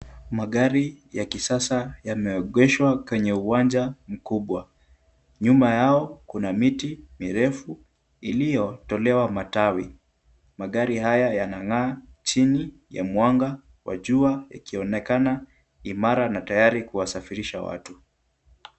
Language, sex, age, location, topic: Swahili, male, 18-24, Kisumu, finance